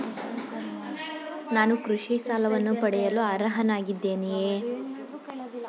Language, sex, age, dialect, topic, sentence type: Kannada, female, 18-24, Mysore Kannada, banking, question